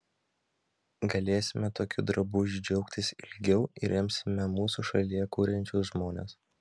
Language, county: Lithuanian, Vilnius